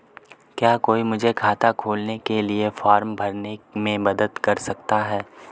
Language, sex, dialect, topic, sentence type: Hindi, male, Marwari Dhudhari, banking, question